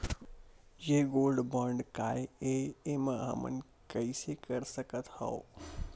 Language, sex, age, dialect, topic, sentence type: Chhattisgarhi, male, 60-100, Western/Budati/Khatahi, banking, question